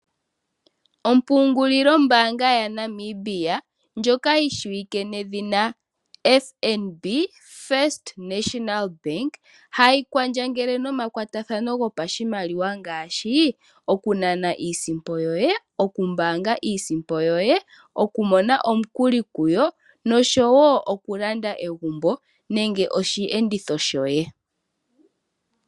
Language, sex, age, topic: Oshiwambo, female, 18-24, finance